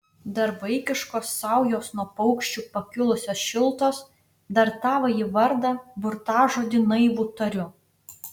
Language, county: Lithuanian, Utena